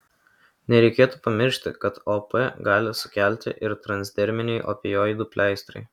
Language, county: Lithuanian, Kaunas